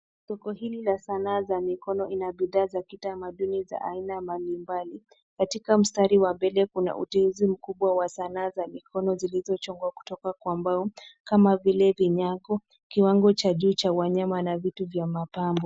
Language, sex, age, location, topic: Swahili, female, 25-35, Nairobi, finance